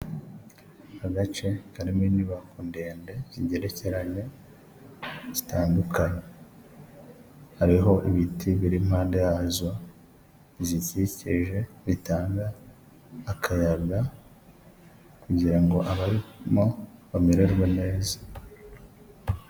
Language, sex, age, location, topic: Kinyarwanda, male, 25-35, Huye, education